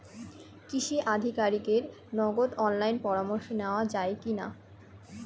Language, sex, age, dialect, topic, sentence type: Bengali, female, 18-24, Rajbangshi, agriculture, question